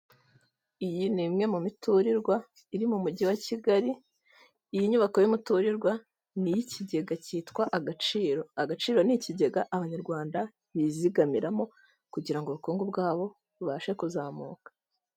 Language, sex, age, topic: Kinyarwanda, female, 18-24, finance